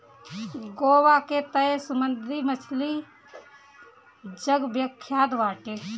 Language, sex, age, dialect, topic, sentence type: Bhojpuri, female, 18-24, Northern, agriculture, statement